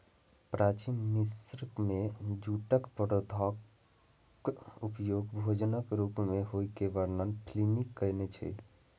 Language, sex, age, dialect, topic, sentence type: Maithili, male, 18-24, Eastern / Thethi, agriculture, statement